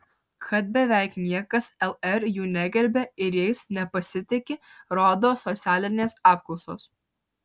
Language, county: Lithuanian, Alytus